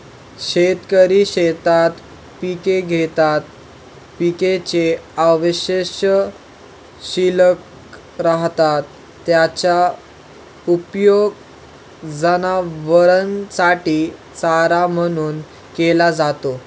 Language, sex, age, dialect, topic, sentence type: Marathi, male, 18-24, Northern Konkan, agriculture, statement